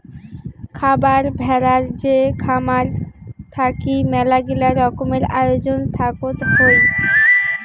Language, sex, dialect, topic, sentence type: Bengali, female, Rajbangshi, agriculture, statement